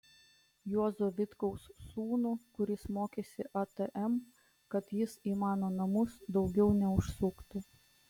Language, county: Lithuanian, Klaipėda